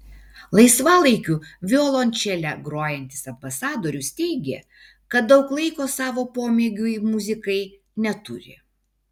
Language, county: Lithuanian, Vilnius